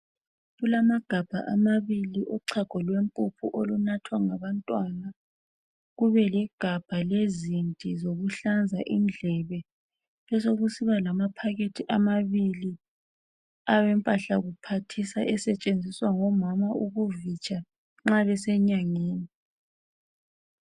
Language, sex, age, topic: North Ndebele, female, 36-49, health